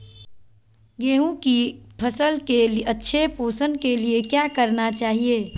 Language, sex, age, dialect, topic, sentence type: Magahi, female, 41-45, Southern, agriculture, question